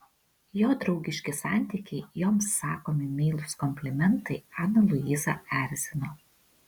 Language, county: Lithuanian, Kaunas